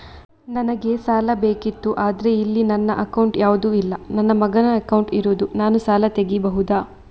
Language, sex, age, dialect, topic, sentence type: Kannada, female, 25-30, Coastal/Dakshin, banking, question